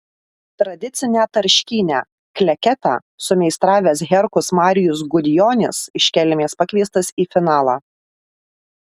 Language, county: Lithuanian, Alytus